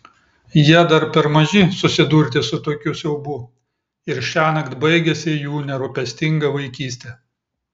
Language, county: Lithuanian, Klaipėda